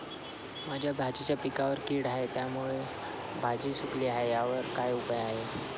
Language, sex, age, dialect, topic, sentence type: Marathi, male, 25-30, Standard Marathi, agriculture, question